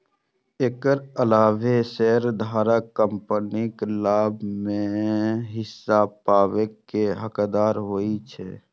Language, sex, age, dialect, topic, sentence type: Maithili, male, 25-30, Eastern / Thethi, banking, statement